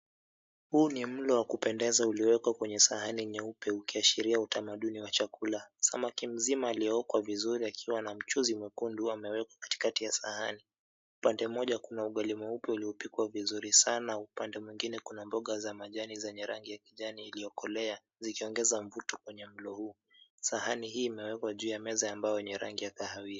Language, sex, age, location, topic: Swahili, male, 25-35, Mombasa, agriculture